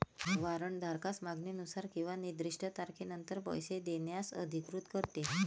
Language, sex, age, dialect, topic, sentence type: Marathi, female, 36-40, Varhadi, banking, statement